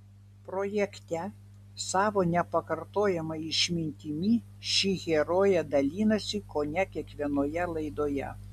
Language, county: Lithuanian, Vilnius